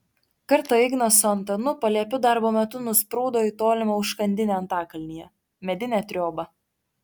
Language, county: Lithuanian, Tauragė